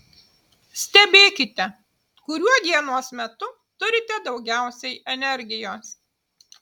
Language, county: Lithuanian, Utena